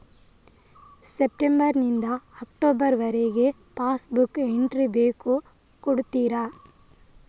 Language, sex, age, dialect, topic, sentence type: Kannada, female, 25-30, Coastal/Dakshin, banking, question